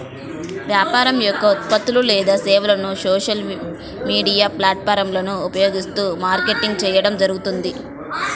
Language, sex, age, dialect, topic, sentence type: Telugu, female, 18-24, Central/Coastal, banking, statement